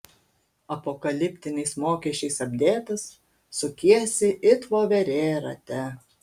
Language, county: Lithuanian, Kaunas